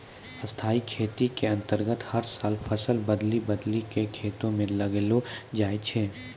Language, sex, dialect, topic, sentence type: Maithili, male, Angika, agriculture, statement